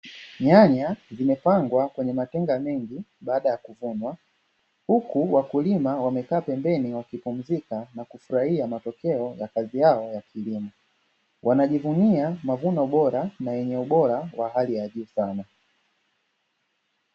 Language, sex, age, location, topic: Swahili, male, 25-35, Dar es Salaam, agriculture